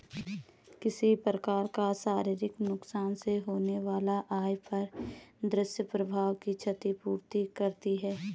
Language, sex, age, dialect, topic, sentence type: Hindi, female, 31-35, Garhwali, banking, statement